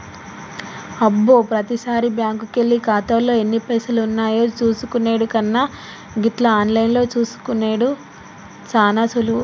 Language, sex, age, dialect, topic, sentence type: Telugu, female, 25-30, Telangana, banking, statement